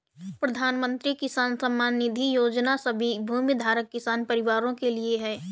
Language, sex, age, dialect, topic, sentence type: Hindi, female, 18-24, Awadhi Bundeli, agriculture, statement